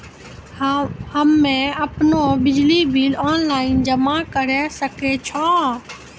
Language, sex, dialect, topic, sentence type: Maithili, female, Angika, banking, question